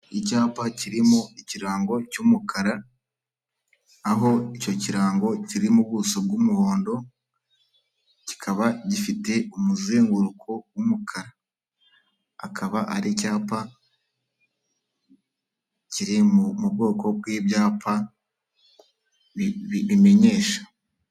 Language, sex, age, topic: Kinyarwanda, male, 25-35, government